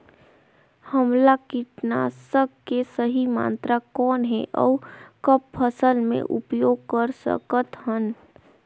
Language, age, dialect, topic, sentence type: Chhattisgarhi, 18-24, Northern/Bhandar, agriculture, question